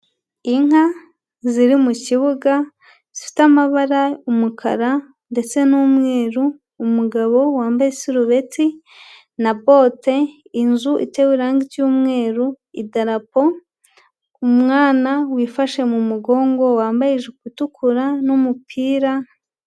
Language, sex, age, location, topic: Kinyarwanda, female, 25-35, Huye, agriculture